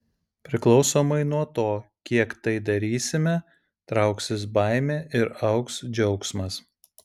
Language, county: Lithuanian, Vilnius